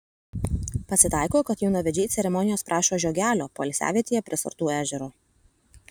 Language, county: Lithuanian, Alytus